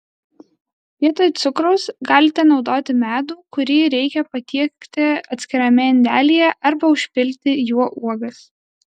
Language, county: Lithuanian, Alytus